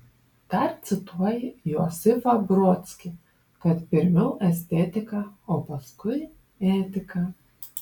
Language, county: Lithuanian, Panevėžys